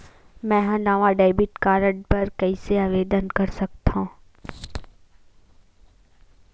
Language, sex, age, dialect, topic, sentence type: Chhattisgarhi, female, 51-55, Western/Budati/Khatahi, banking, statement